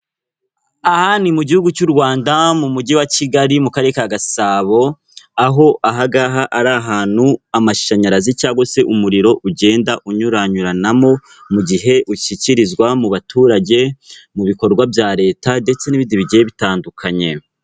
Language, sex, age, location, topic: Kinyarwanda, female, 36-49, Kigali, government